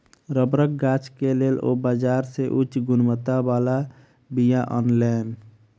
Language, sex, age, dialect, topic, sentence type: Maithili, male, 41-45, Southern/Standard, agriculture, statement